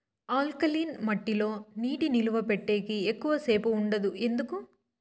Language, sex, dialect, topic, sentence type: Telugu, female, Southern, agriculture, question